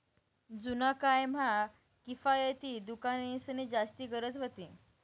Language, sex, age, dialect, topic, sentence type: Marathi, female, 18-24, Northern Konkan, banking, statement